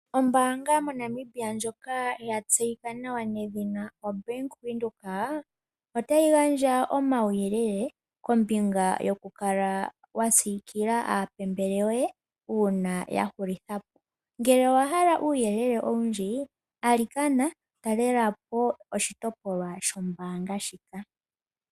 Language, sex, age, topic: Oshiwambo, female, 18-24, finance